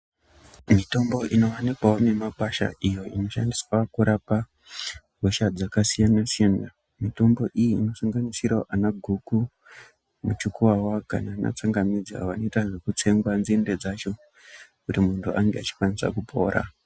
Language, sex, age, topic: Ndau, male, 25-35, health